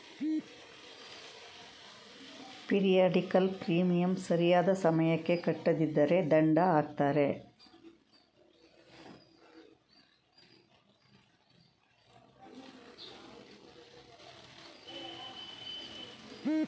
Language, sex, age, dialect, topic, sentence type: Kannada, female, 56-60, Mysore Kannada, banking, statement